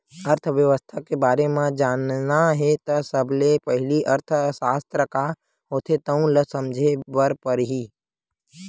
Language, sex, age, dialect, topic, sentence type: Chhattisgarhi, male, 41-45, Western/Budati/Khatahi, banking, statement